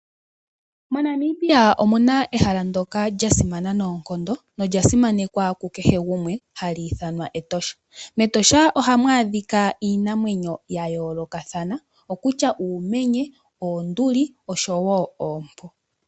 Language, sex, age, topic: Oshiwambo, female, 25-35, agriculture